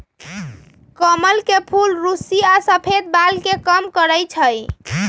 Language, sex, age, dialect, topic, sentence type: Magahi, female, 31-35, Western, agriculture, statement